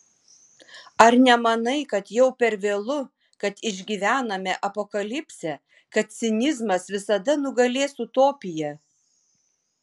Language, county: Lithuanian, Vilnius